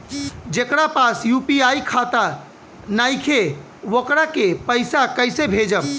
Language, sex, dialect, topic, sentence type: Bhojpuri, male, Southern / Standard, banking, question